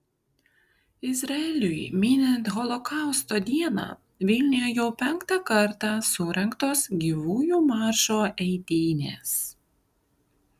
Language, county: Lithuanian, Kaunas